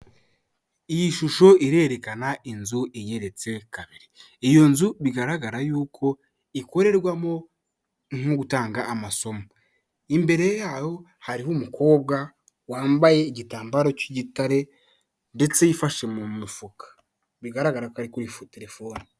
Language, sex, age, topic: Kinyarwanda, male, 18-24, government